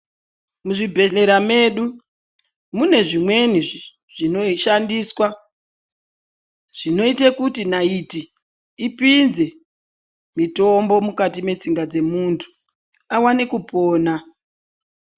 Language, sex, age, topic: Ndau, male, 36-49, health